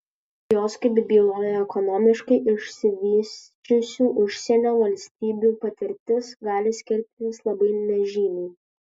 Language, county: Lithuanian, Kaunas